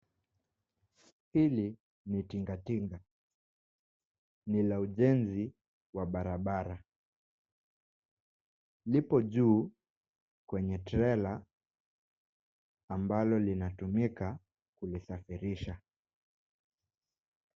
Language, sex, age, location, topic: Swahili, male, 18-24, Mombasa, government